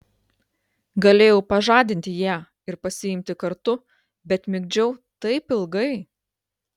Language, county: Lithuanian, Klaipėda